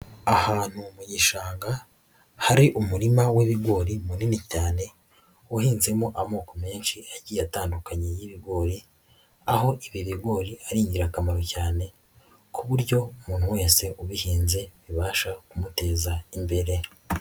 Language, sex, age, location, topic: Kinyarwanda, female, 18-24, Nyagatare, agriculture